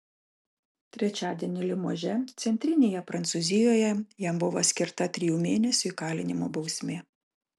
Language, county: Lithuanian, Kaunas